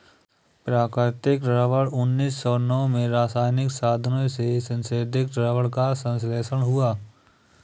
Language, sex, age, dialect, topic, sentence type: Hindi, male, 25-30, Awadhi Bundeli, agriculture, statement